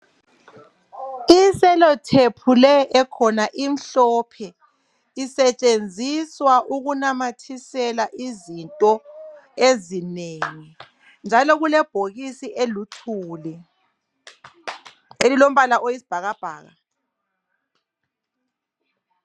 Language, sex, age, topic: North Ndebele, female, 36-49, health